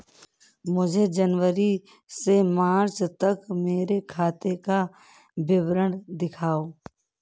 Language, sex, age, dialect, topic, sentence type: Hindi, female, 31-35, Awadhi Bundeli, banking, question